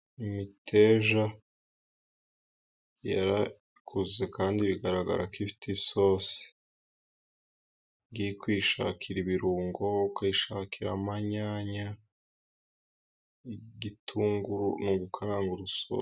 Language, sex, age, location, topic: Kinyarwanda, female, 18-24, Musanze, agriculture